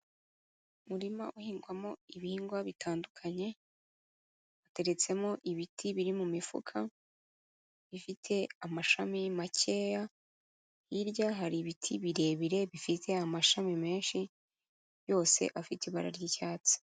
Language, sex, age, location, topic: Kinyarwanda, female, 36-49, Kigali, agriculture